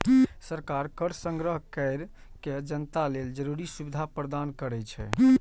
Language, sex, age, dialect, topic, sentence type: Maithili, male, 31-35, Eastern / Thethi, banking, statement